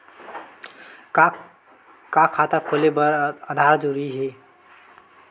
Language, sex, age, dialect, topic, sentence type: Chhattisgarhi, male, 25-30, Western/Budati/Khatahi, banking, question